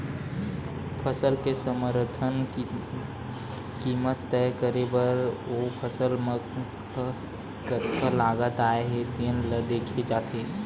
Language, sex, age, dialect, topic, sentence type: Chhattisgarhi, male, 60-100, Western/Budati/Khatahi, agriculture, statement